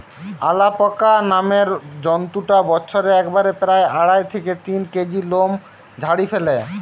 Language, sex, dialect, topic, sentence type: Bengali, male, Western, agriculture, statement